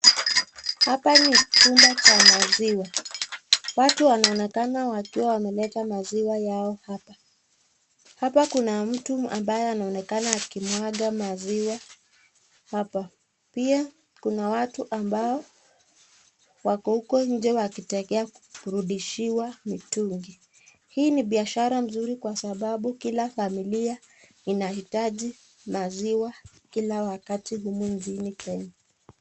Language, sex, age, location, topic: Swahili, female, 25-35, Nakuru, agriculture